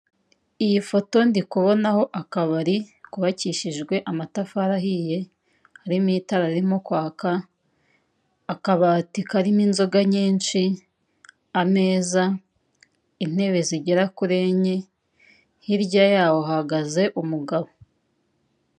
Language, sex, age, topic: Kinyarwanda, female, 25-35, finance